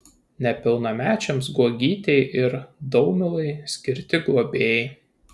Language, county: Lithuanian, Kaunas